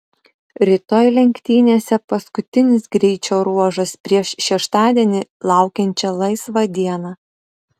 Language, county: Lithuanian, Utena